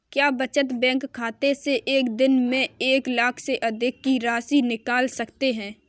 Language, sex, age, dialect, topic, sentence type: Hindi, female, 18-24, Kanauji Braj Bhasha, banking, question